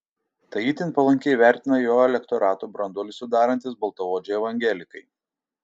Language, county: Lithuanian, Šiauliai